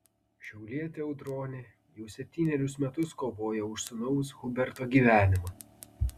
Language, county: Lithuanian, Šiauliai